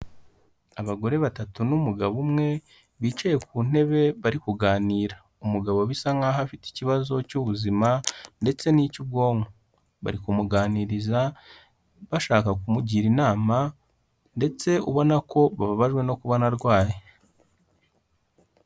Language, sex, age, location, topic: Kinyarwanda, male, 18-24, Kigali, health